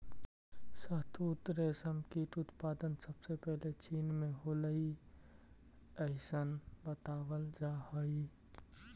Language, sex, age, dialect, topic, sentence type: Magahi, male, 18-24, Central/Standard, agriculture, statement